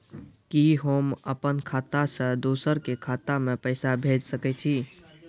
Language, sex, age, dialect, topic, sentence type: Maithili, male, 18-24, Angika, banking, question